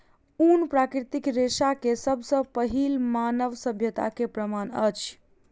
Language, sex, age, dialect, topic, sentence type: Maithili, female, 41-45, Southern/Standard, agriculture, statement